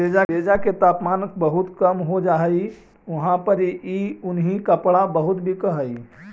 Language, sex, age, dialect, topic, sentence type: Magahi, male, 25-30, Central/Standard, agriculture, statement